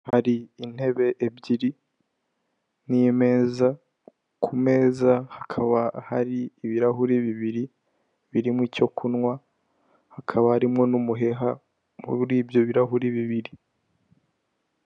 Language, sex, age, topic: Kinyarwanda, male, 18-24, finance